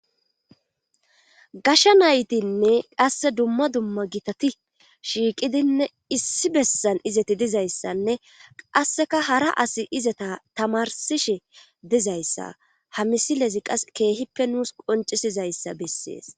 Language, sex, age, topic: Gamo, female, 25-35, government